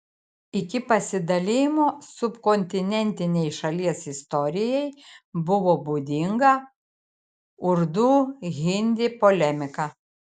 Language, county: Lithuanian, Šiauliai